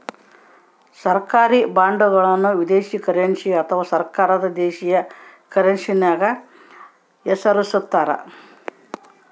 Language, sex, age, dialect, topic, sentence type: Kannada, female, 18-24, Central, banking, statement